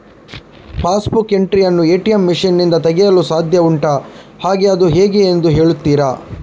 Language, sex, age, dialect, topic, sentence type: Kannada, male, 31-35, Coastal/Dakshin, banking, question